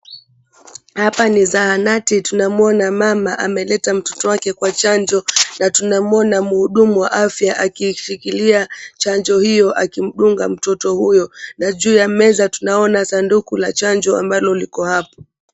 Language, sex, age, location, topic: Swahili, female, 25-35, Mombasa, health